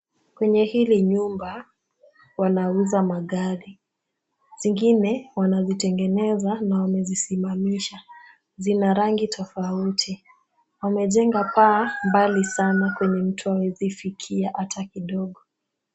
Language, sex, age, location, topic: Swahili, female, 36-49, Kisumu, finance